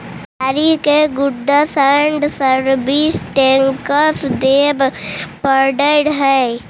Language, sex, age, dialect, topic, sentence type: Magahi, female, 25-30, Central/Standard, banking, statement